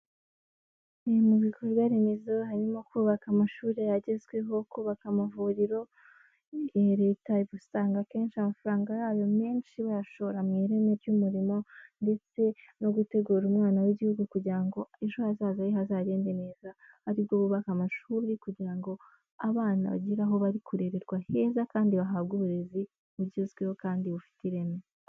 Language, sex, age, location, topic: Kinyarwanda, female, 18-24, Huye, government